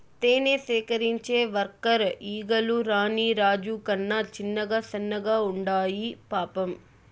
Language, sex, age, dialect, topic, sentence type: Telugu, female, 25-30, Southern, agriculture, statement